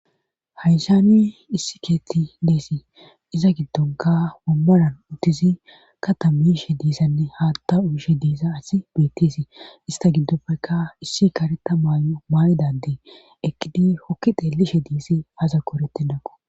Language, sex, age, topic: Gamo, female, 18-24, government